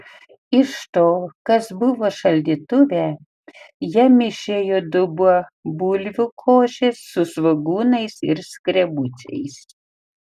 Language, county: Lithuanian, Panevėžys